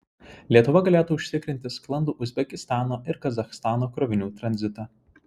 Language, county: Lithuanian, Vilnius